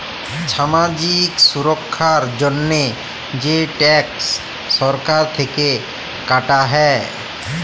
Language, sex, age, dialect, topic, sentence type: Bengali, male, 31-35, Jharkhandi, banking, statement